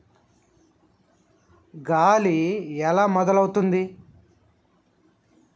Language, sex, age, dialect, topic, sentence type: Telugu, male, 31-35, Telangana, agriculture, question